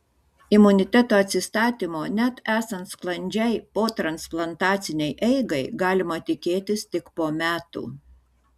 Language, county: Lithuanian, Šiauliai